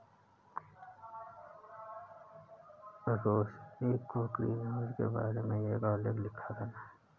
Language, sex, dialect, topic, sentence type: Hindi, male, Awadhi Bundeli, agriculture, statement